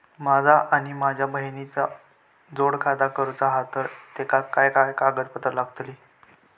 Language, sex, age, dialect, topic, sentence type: Marathi, male, 18-24, Southern Konkan, banking, question